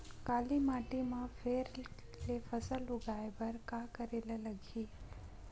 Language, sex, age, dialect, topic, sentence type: Chhattisgarhi, female, 60-100, Western/Budati/Khatahi, agriculture, question